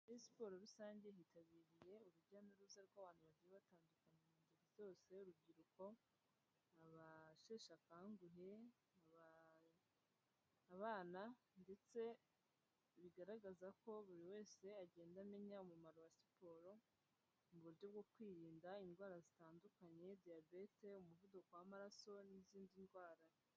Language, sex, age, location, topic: Kinyarwanda, female, 25-35, Huye, health